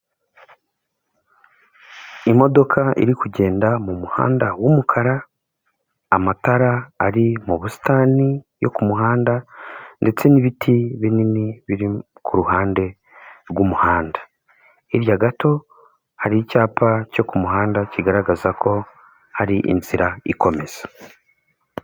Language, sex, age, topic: Kinyarwanda, male, 25-35, government